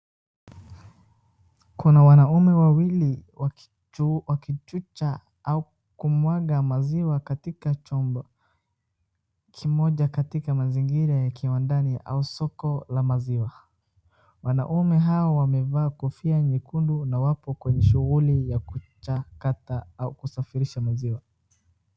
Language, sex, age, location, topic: Swahili, male, 36-49, Wajir, agriculture